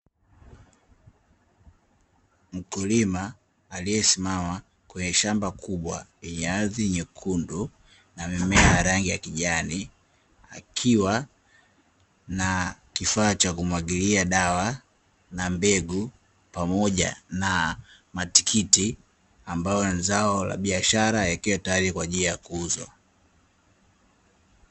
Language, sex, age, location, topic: Swahili, male, 18-24, Dar es Salaam, agriculture